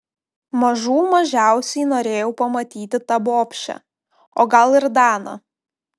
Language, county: Lithuanian, Panevėžys